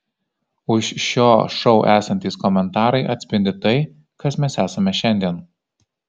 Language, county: Lithuanian, Kaunas